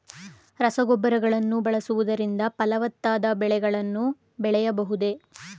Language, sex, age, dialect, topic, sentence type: Kannada, female, 25-30, Mysore Kannada, agriculture, question